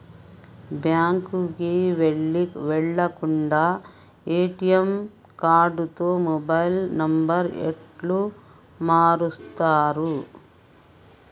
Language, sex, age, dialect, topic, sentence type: Telugu, male, 36-40, Telangana, banking, question